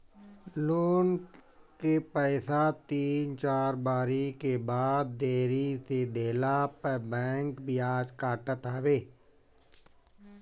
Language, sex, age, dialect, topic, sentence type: Bhojpuri, male, 36-40, Northern, banking, statement